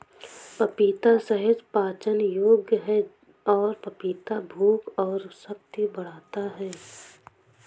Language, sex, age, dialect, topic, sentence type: Hindi, female, 18-24, Awadhi Bundeli, agriculture, statement